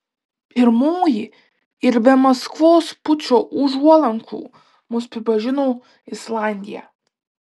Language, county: Lithuanian, Klaipėda